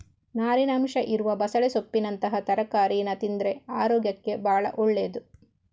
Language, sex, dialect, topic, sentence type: Kannada, female, Coastal/Dakshin, agriculture, statement